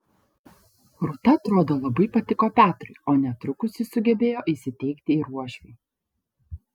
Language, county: Lithuanian, Šiauliai